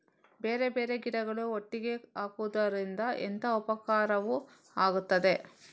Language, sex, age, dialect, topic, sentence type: Kannada, female, 18-24, Coastal/Dakshin, agriculture, question